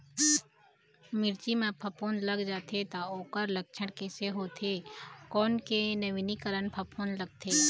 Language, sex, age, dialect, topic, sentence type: Chhattisgarhi, female, 25-30, Eastern, agriculture, question